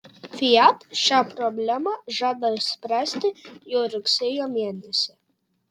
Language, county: Lithuanian, Šiauliai